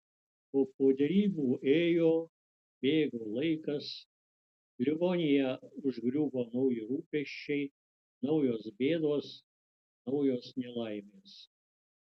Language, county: Lithuanian, Utena